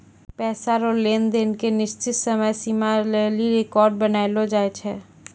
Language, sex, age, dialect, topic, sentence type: Maithili, female, 60-100, Angika, banking, statement